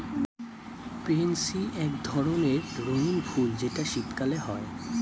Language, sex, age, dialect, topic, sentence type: Bengali, male, 18-24, Standard Colloquial, agriculture, statement